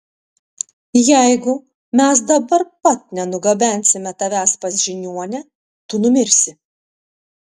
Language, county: Lithuanian, Panevėžys